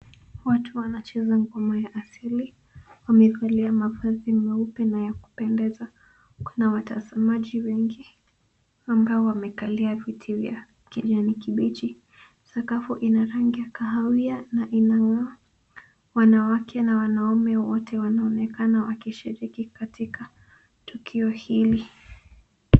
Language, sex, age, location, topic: Swahili, female, 18-24, Nairobi, government